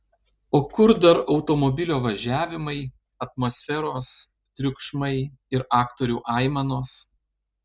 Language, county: Lithuanian, Panevėžys